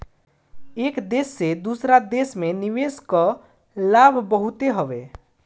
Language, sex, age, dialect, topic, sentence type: Bhojpuri, male, 25-30, Northern, banking, statement